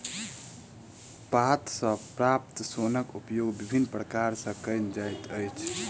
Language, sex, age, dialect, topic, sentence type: Maithili, male, 18-24, Southern/Standard, agriculture, statement